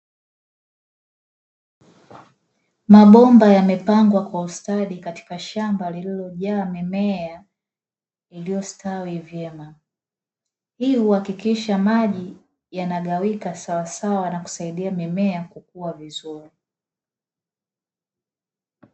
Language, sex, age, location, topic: Swahili, female, 25-35, Dar es Salaam, agriculture